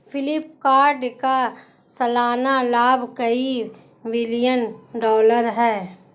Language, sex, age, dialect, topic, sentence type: Hindi, female, 18-24, Hindustani Malvi Khadi Boli, banking, statement